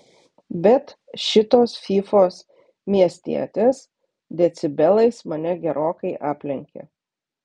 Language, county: Lithuanian, Vilnius